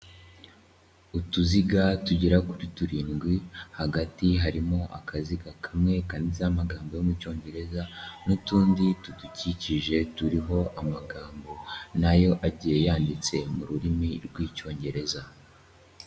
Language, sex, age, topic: Kinyarwanda, male, 18-24, health